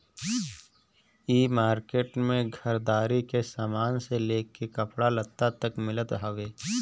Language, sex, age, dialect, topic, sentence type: Bhojpuri, male, 25-30, Northern, agriculture, statement